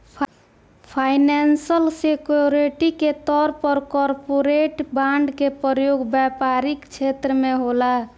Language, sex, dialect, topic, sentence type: Bhojpuri, female, Southern / Standard, banking, statement